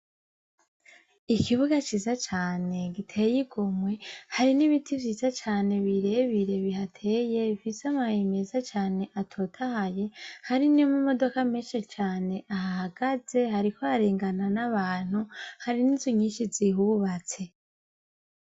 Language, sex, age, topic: Rundi, female, 25-35, education